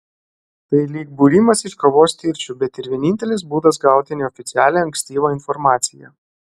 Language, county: Lithuanian, Klaipėda